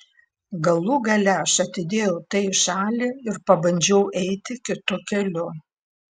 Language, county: Lithuanian, Klaipėda